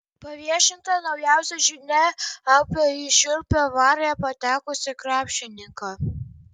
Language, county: Lithuanian, Kaunas